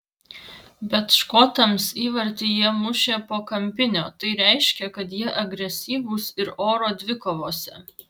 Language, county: Lithuanian, Vilnius